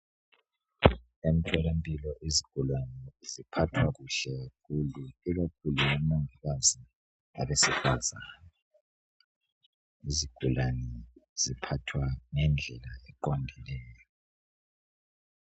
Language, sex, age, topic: North Ndebele, male, 25-35, health